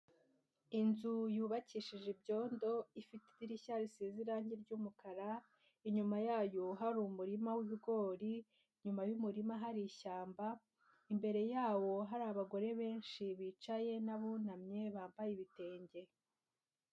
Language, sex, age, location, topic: Kinyarwanda, female, 18-24, Huye, agriculture